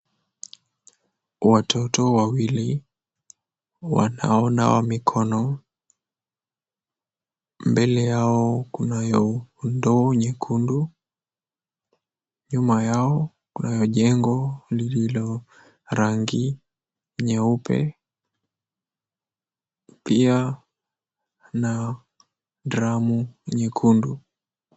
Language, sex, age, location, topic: Swahili, male, 18-24, Mombasa, health